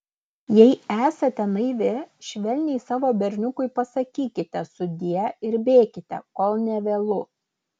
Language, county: Lithuanian, Klaipėda